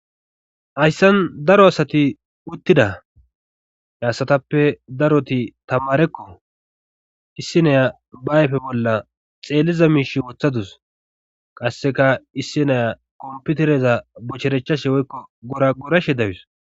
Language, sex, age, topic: Gamo, male, 25-35, government